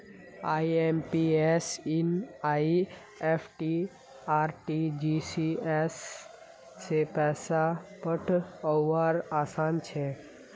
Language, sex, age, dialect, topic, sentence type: Magahi, male, 18-24, Northeastern/Surjapuri, banking, statement